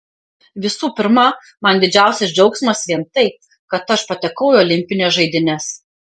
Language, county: Lithuanian, Panevėžys